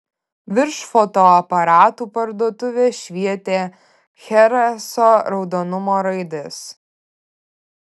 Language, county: Lithuanian, Vilnius